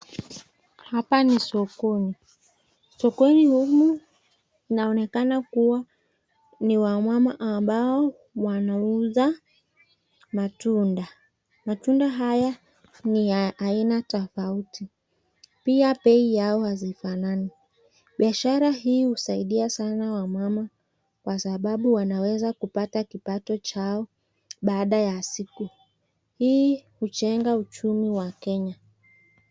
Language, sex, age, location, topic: Swahili, female, 25-35, Nakuru, finance